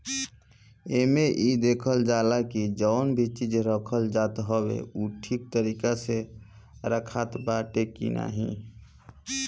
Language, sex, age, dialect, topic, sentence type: Bhojpuri, male, 25-30, Northern, agriculture, statement